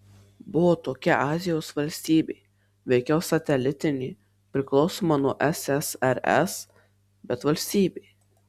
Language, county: Lithuanian, Marijampolė